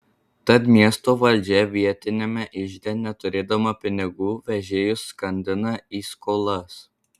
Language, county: Lithuanian, Marijampolė